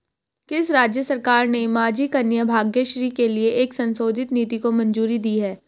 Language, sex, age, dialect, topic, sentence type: Hindi, female, 18-24, Hindustani Malvi Khadi Boli, banking, question